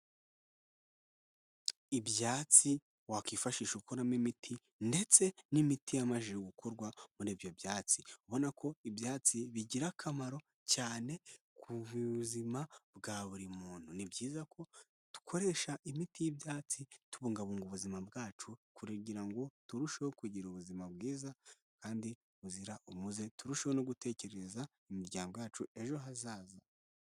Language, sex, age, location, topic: Kinyarwanda, male, 18-24, Kigali, health